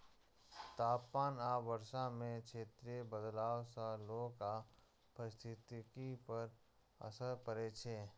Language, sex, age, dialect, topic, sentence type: Maithili, male, 31-35, Eastern / Thethi, agriculture, statement